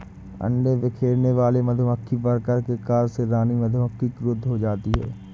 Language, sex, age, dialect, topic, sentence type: Hindi, male, 60-100, Awadhi Bundeli, agriculture, statement